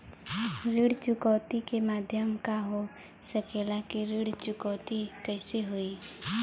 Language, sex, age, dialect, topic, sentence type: Bhojpuri, female, 18-24, Western, banking, question